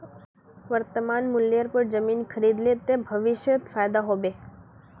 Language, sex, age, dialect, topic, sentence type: Magahi, female, 25-30, Northeastern/Surjapuri, banking, statement